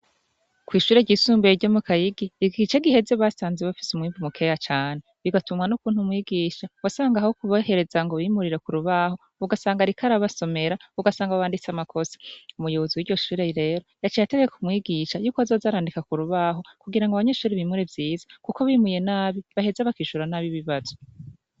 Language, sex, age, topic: Rundi, female, 25-35, education